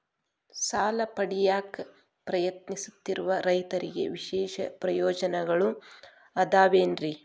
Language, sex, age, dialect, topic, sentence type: Kannada, female, 36-40, Dharwad Kannada, agriculture, statement